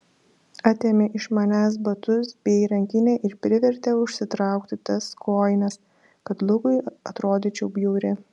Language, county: Lithuanian, Šiauliai